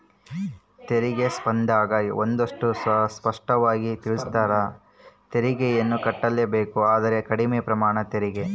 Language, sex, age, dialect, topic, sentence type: Kannada, male, 18-24, Central, banking, statement